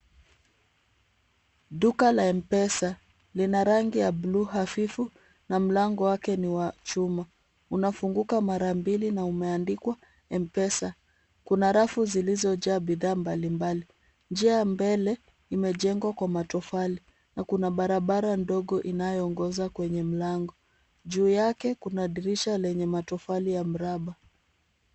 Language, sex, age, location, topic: Swahili, female, 25-35, Kisumu, finance